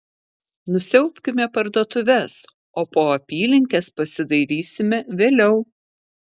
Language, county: Lithuanian, Kaunas